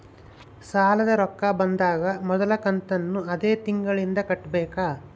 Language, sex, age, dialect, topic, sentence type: Kannada, male, 25-30, Central, banking, question